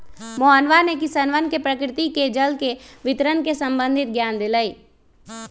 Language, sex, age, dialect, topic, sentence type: Magahi, male, 25-30, Western, agriculture, statement